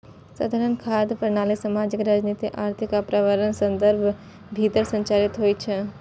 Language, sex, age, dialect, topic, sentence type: Maithili, female, 18-24, Eastern / Thethi, agriculture, statement